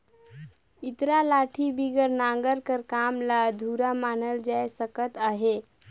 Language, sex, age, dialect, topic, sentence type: Chhattisgarhi, female, 46-50, Northern/Bhandar, agriculture, statement